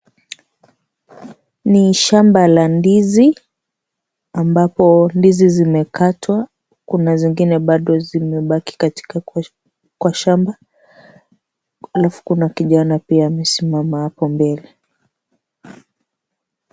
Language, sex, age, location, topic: Swahili, female, 25-35, Kisii, agriculture